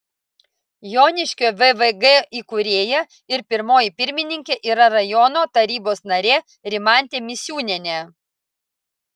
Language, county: Lithuanian, Vilnius